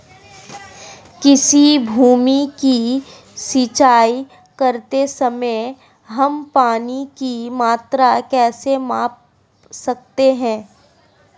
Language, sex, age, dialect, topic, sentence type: Hindi, female, 18-24, Marwari Dhudhari, agriculture, question